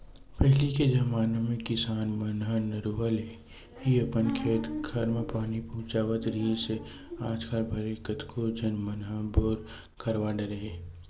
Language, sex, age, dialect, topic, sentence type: Chhattisgarhi, male, 18-24, Western/Budati/Khatahi, agriculture, statement